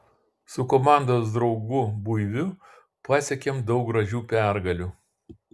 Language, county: Lithuanian, Kaunas